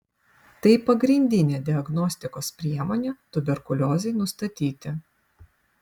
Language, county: Lithuanian, Vilnius